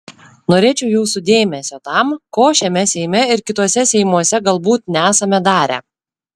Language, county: Lithuanian, Kaunas